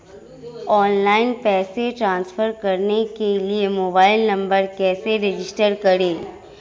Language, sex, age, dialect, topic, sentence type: Hindi, female, 25-30, Marwari Dhudhari, banking, question